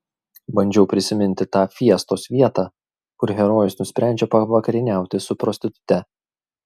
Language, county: Lithuanian, Šiauliai